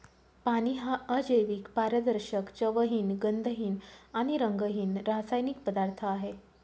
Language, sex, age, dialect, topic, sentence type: Marathi, female, 18-24, Northern Konkan, agriculture, statement